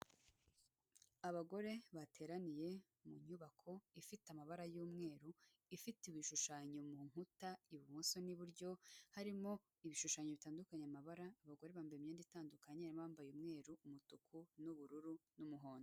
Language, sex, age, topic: Kinyarwanda, female, 18-24, health